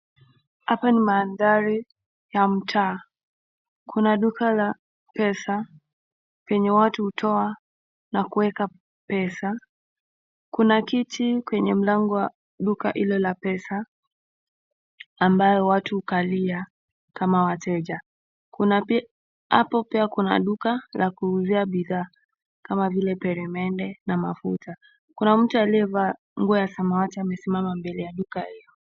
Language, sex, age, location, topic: Swahili, female, 18-24, Nakuru, finance